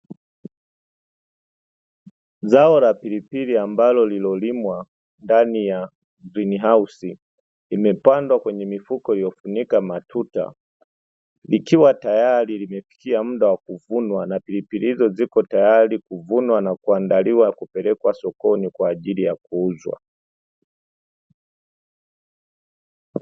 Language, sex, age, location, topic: Swahili, male, 25-35, Dar es Salaam, agriculture